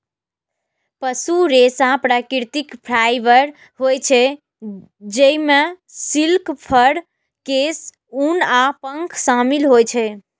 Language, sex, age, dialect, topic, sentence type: Maithili, female, 18-24, Eastern / Thethi, agriculture, statement